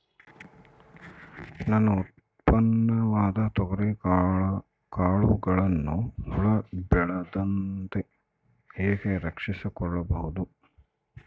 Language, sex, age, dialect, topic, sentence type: Kannada, male, 51-55, Central, agriculture, question